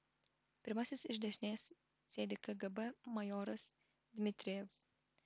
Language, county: Lithuanian, Vilnius